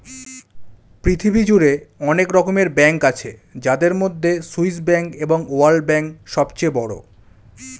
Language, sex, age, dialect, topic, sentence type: Bengali, male, 25-30, Standard Colloquial, banking, statement